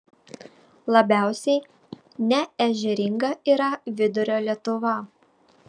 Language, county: Lithuanian, Vilnius